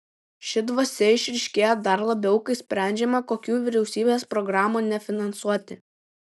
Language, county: Lithuanian, Šiauliai